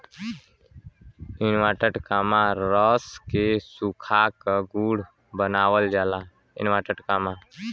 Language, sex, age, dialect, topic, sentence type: Bhojpuri, male, <18, Western, agriculture, statement